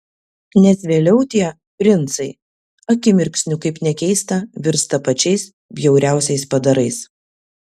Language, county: Lithuanian, Kaunas